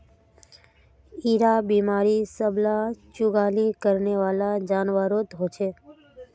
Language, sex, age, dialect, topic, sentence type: Magahi, female, 18-24, Northeastern/Surjapuri, agriculture, statement